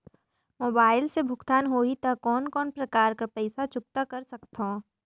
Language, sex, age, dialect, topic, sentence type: Chhattisgarhi, female, 31-35, Northern/Bhandar, banking, question